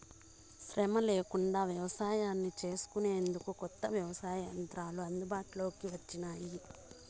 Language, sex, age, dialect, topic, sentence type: Telugu, female, 31-35, Southern, agriculture, statement